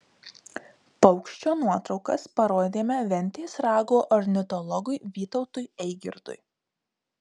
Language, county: Lithuanian, Marijampolė